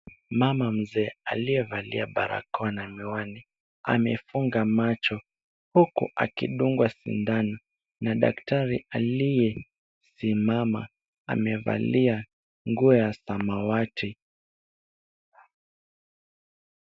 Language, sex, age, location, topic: Swahili, male, 18-24, Kisumu, health